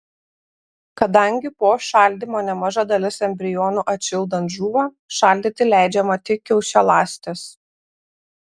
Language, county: Lithuanian, Panevėžys